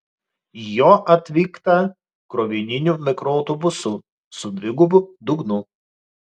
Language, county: Lithuanian, Vilnius